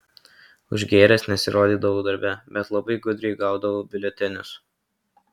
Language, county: Lithuanian, Kaunas